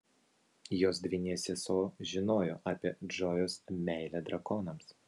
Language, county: Lithuanian, Vilnius